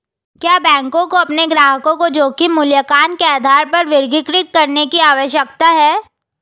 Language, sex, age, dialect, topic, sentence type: Hindi, female, 18-24, Hindustani Malvi Khadi Boli, banking, question